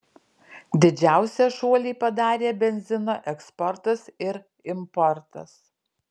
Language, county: Lithuanian, Alytus